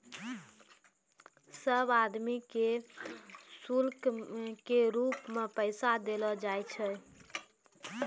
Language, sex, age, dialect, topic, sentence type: Maithili, female, 18-24, Angika, banking, statement